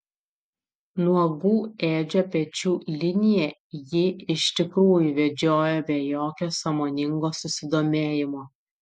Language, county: Lithuanian, Utena